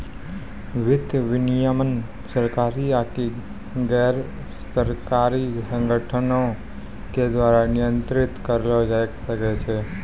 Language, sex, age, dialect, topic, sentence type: Maithili, male, 18-24, Angika, banking, statement